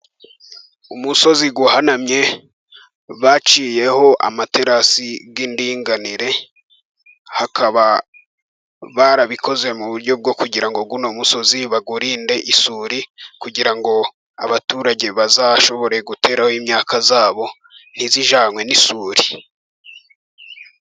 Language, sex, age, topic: Kinyarwanda, male, 18-24, agriculture